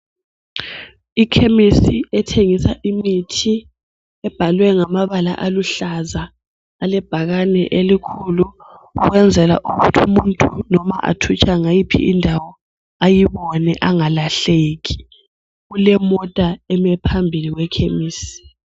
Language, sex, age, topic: North Ndebele, female, 18-24, health